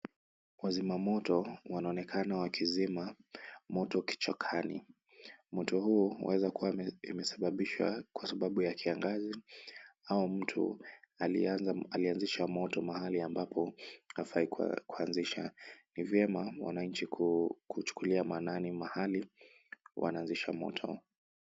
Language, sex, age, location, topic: Swahili, male, 25-35, Kisumu, health